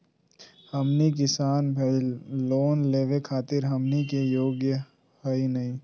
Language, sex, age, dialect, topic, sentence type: Magahi, male, 18-24, Southern, banking, question